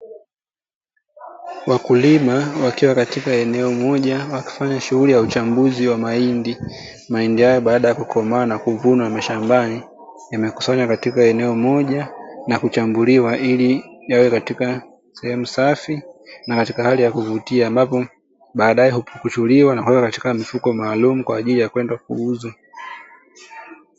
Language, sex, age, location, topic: Swahili, female, 18-24, Dar es Salaam, agriculture